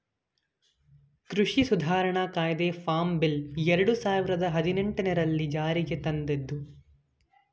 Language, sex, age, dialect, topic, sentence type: Kannada, male, 18-24, Mysore Kannada, agriculture, statement